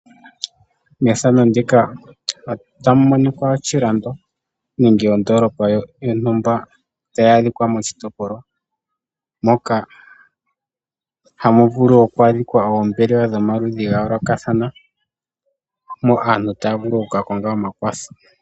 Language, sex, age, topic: Oshiwambo, male, 18-24, agriculture